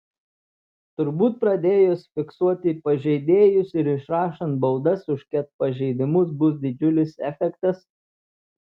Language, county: Lithuanian, Telšiai